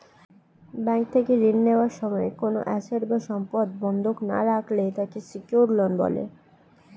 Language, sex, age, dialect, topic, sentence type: Bengali, female, 18-24, Standard Colloquial, banking, statement